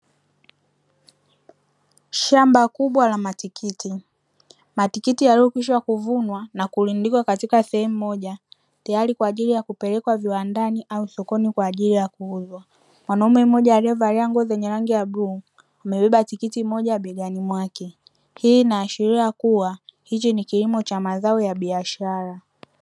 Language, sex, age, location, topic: Swahili, female, 18-24, Dar es Salaam, agriculture